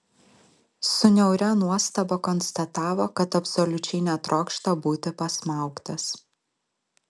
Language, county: Lithuanian, Alytus